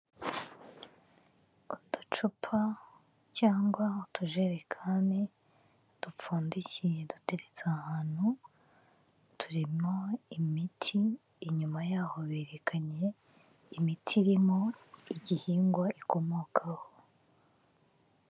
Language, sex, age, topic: Kinyarwanda, female, 25-35, health